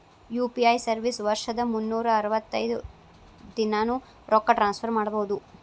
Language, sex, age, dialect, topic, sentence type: Kannada, female, 25-30, Dharwad Kannada, banking, statement